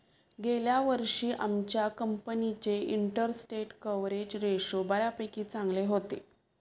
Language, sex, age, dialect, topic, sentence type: Marathi, female, 18-24, Standard Marathi, banking, statement